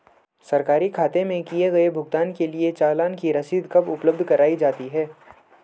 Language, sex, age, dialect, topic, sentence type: Hindi, male, 18-24, Hindustani Malvi Khadi Boli, banking, question